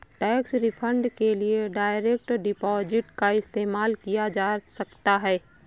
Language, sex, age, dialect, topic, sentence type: Hindi, female, 25-30, Awadhi Bundeli, banking, statement